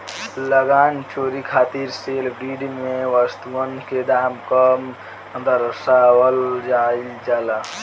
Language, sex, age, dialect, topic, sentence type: Bhojpuri, male, <18, Southern / Standard, banking, statement